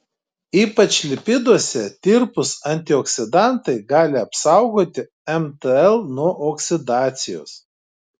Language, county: Lithuanian, Klaipėda